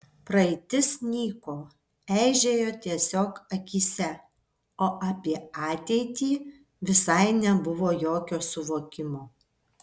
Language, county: Lithuanian, Vilnius